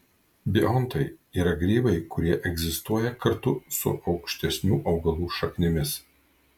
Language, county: Lithuanian, Kaunas